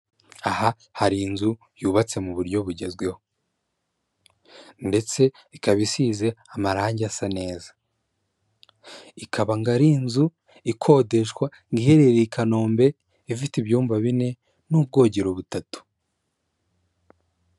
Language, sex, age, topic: Kinyarwanda, male, 25-35, finance